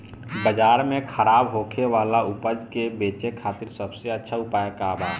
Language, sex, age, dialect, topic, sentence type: Bhojpuri, male, 18-24, Southern / Standard, agriculture, statement